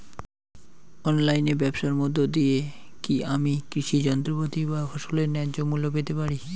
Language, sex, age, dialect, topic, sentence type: Bengali, male, 60-100, Rajbangshi, agriculture, question